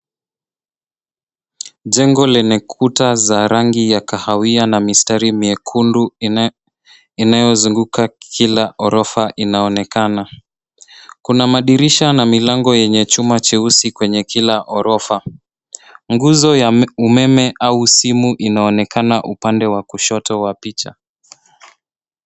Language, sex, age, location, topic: Swahili, male, 18-24, Nairobi, finance